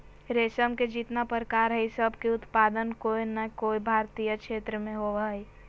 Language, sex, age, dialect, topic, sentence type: Magahi, female, 18-24, Southern, agriculture, statement